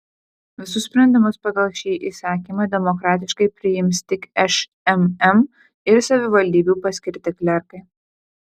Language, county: Lithuanian, Utena